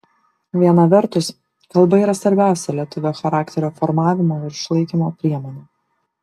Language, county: Lithuanian, Kaunas